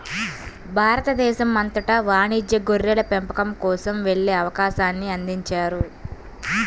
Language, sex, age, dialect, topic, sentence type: Telugu, female, 18-24, Central/Coastal, agriculture, statement